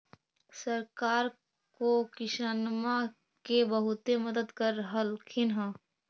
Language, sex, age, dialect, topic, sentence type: Magahi, female, 51-55, Central/Standard, agriculture, question